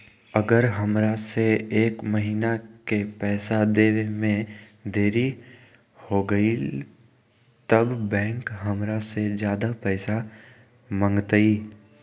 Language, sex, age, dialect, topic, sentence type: Magahi, male, 18-24, Western, banking, question